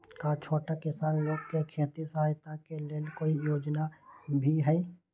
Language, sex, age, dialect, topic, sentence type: Magahi, male, 25-30, Western, agriculture, question